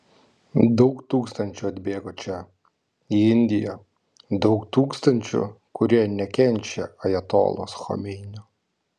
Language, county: Lithuanian, Klaipėda